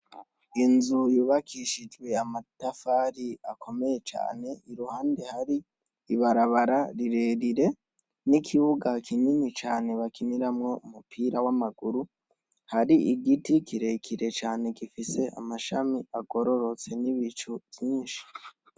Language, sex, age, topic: Rundi, male, 18-24, education